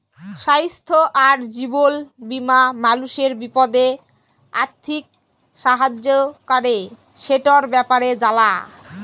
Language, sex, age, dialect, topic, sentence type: Bengali, female, 18-24, Jharkhandi, banking, statement